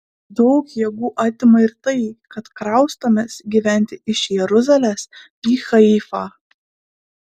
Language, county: Lithuanian, Klaipėda